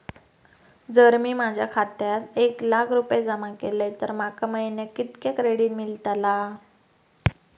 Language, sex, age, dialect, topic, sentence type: Marathi, female, 18-24, Southern Konkan, banking, question